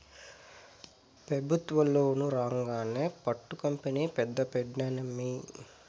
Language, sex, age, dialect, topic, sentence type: Telugu, male, 18-24, Southern, agriculture, statement